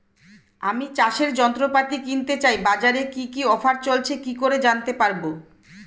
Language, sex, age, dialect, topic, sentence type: Bengali, female, 41-45, Standard Colloquial, agriculture, question